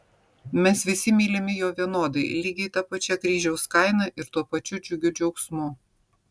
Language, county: Lithuanian, Vilnius